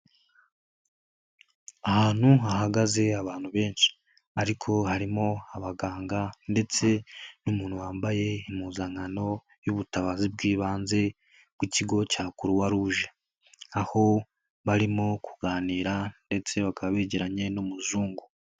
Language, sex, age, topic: Kinyarwanda, male, 18-24, health